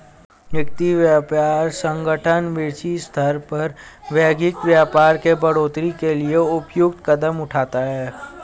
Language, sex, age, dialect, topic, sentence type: Hindi, male, 18-24, Hindustani Malvi Khadi Boli, banking, statement